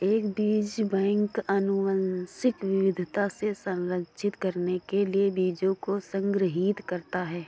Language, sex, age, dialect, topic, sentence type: Hindi, female, 25-30, Awadhi Bundeli, agriculture, statement